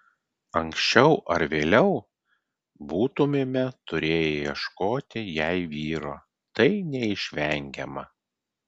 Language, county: Lithuanian, Klaipėda